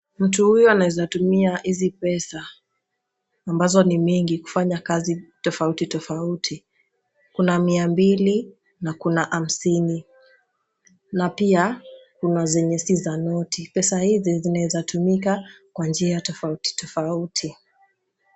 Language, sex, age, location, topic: Swahili, female, 18-24, Nakuru, finance